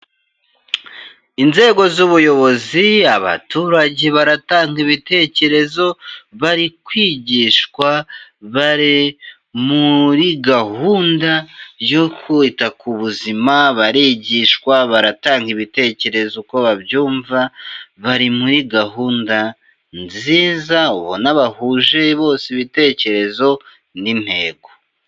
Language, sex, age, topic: Kinyarwanda, male, 25-35, health